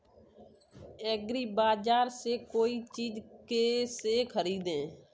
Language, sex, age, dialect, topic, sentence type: Hindi, female, 25-30, Kanauji Braj Bhasha, agriculture, question